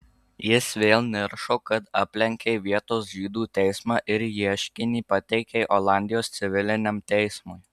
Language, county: Lithuanian, Marijampolė